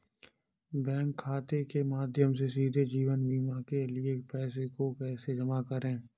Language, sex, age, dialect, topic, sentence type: Hindi, male, 51-55, Kanauji Braj Bhasha, banking, question